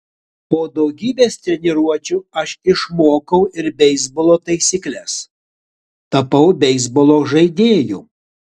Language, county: Lithuanian, Utena